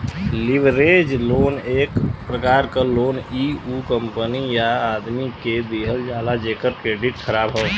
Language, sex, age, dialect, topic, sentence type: Bhojpuri, male, 25-30, Western, banking, statement